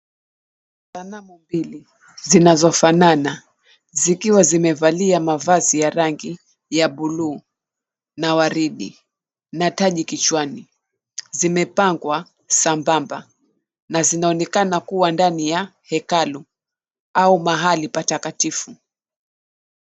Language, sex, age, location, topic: Swahili, female, 36-49, Mombasa, government